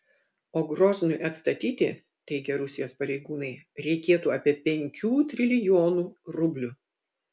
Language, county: Lithuanian, Vilnius